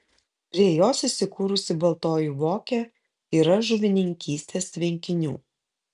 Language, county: Lithuanian, Kaunas